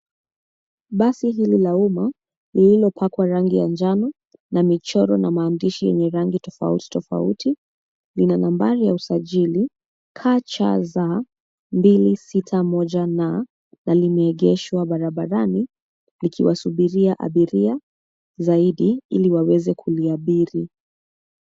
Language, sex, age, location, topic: Swahili, female, 25-35, Nairobi, government